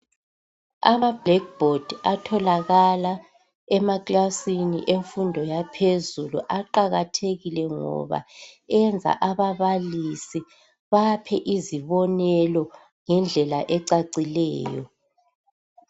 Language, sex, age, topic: North Ndebele, female, 36-49, education